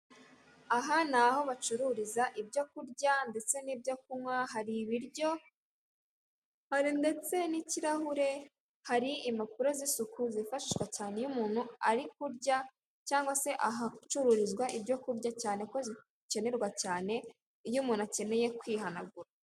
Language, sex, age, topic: Kinyarwanda, female, 18-24, finance